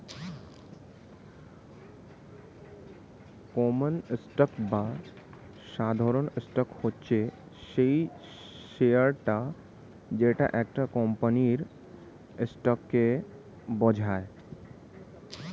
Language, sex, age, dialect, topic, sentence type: Bengali, male, 18-24, Standard Colloquial, banking, statement